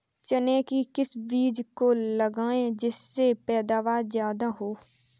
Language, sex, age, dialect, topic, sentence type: Hindi, female, 25-30, Kanauji Braj Bhasha, agriculture, question